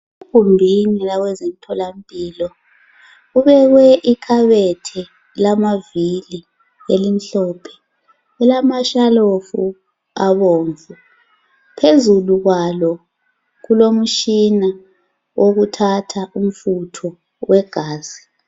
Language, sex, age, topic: North Ndebele, female, 25-35, health